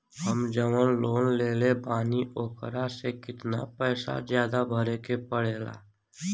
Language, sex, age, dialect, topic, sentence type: Bhojpuri, male, 18-24, Western, banking, question